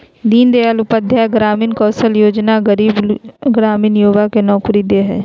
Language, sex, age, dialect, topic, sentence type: Magahi, female, 36-40, Southern, banking, statement